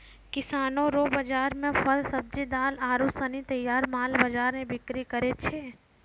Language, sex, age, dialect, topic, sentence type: Maithili, female, 51-55, Angika, agriculture, statement